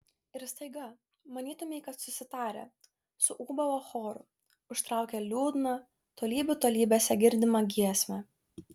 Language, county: Lithuanian, Klaipėda